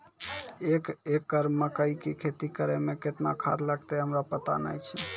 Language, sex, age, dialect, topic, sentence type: Maithili, male, 56-60, Angika, agriculture, question